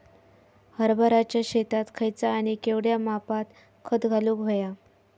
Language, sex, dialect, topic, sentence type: Marathi, female, Southern Konkan, agriculture, question